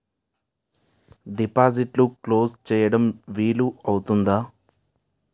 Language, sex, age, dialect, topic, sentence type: Telugu, male, 18-24, Utterandhra, banking, question